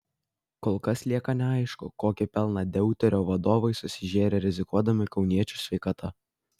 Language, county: Lithuanian, Kaunas